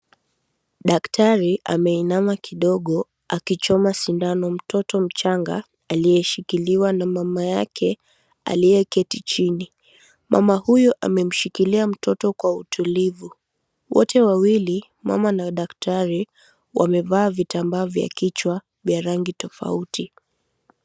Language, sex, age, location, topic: Swahili, female, 18-24, Mombasa, health